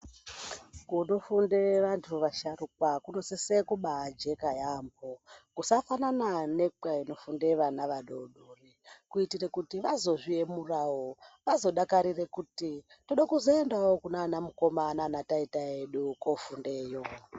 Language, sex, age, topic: Ndau, female, 50+, education